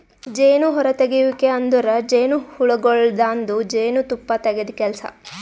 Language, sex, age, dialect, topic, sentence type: Kannada, female, 18-24, Northeastern, agriculture, statement